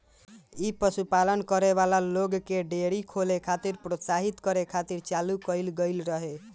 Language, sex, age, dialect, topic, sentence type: Bhojpuri, male, 18-24, Northern, agriculture, statement